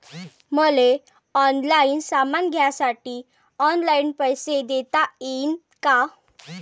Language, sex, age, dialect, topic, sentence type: Marathi, female, 18-24, Varhadi, banking, question